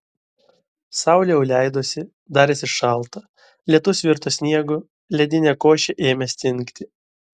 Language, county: Lithuanian, Vilnius